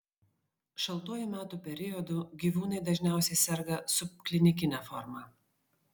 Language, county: Lithuanian, Vilnius